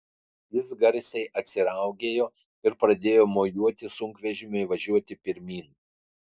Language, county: Lithuanian, Utena